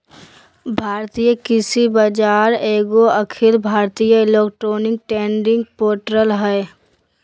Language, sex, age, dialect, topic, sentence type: Magahi, female, 18-24, Southern, agriculture, statement